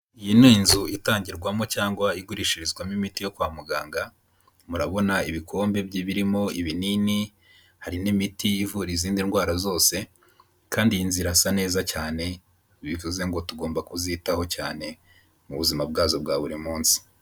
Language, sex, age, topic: Kinyarwanda, male, 18-24, health